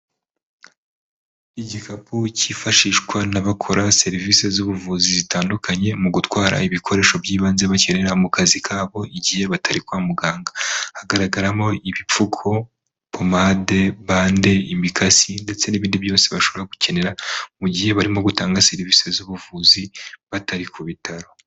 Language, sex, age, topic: Kinyarwanda, male, 18-24, health